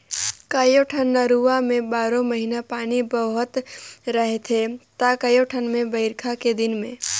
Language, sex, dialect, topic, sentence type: Chhattisgarhi, female, Northern/Bhandar, agriculture, statement